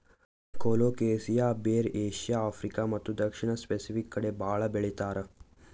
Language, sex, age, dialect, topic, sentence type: Kannada, male, 18-24, Northeastern, agriculture, statement